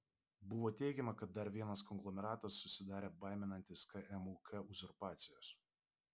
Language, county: Lithuanian, Vilnius